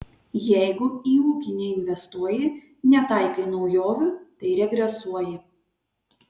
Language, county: Lithuanian, Kaunas